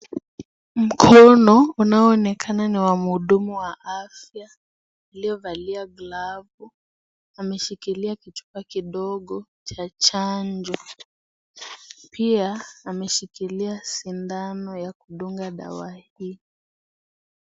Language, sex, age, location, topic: Swahili, female, 18-24, Kisii, health